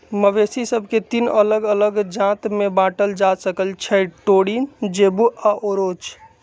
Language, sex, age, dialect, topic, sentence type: Magahi, male, 60-100, Western, agriculture, statement